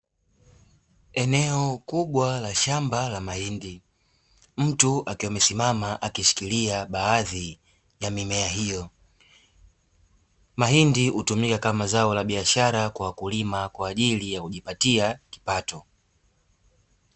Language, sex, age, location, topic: Swahili, male, 18-24, Dar es Salaam, agriculture